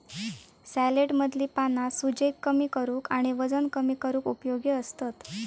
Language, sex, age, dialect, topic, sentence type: Marathi, female, 18-24, Southern Konkan, agriculture, statement